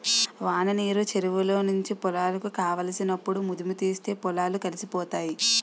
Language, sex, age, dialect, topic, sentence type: Telugu, female, 18-24, Utterandhra, agriculture, statement